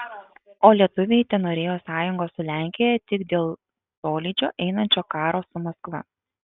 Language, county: Lithuanian, Kaunas